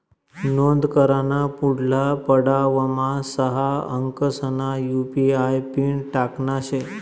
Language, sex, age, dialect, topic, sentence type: Marathi, male, 25-30, Northern Konkan, banking, statement